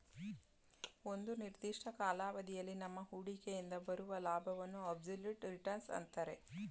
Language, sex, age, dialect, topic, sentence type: Kannada, female, 18-24, Mysore Kannada, banking, statement